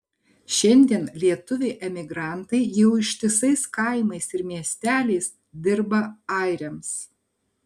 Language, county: Lithuanian, Kaunas